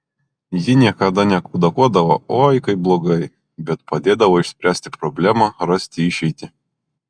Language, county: Lithuanian, Kaunas